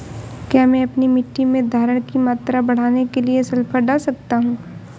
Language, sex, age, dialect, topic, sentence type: Hindi, female, 18-24, Awadhi Bundeli, agriculture, question